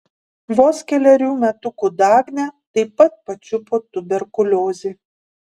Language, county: Lithuanian, Kaunas